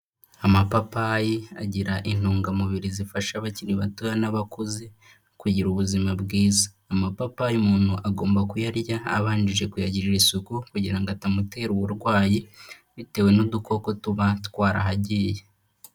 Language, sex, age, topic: Kinyarwanda, male, 18-24, agriculture